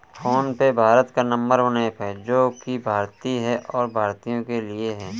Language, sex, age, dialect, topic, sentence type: Hindi, male, 31-35, Awadhi Bundeli, banking, statement